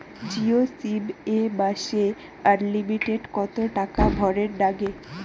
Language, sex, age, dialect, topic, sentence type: Bengali, female, 18-24, Rajbangshi, banking, question